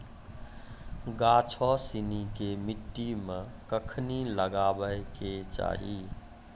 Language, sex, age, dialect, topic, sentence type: Maithili, male, 51-55, Angika, agriculture, statement